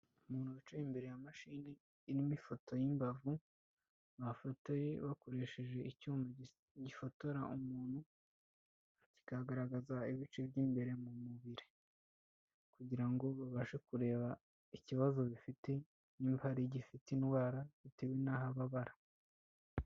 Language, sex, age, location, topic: Kinyarwanda, male, 25-35, Kigali, health